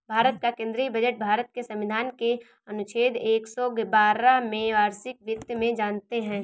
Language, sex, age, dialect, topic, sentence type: Hindi, female, 18-24, Awadhi Bundeli, banking, statement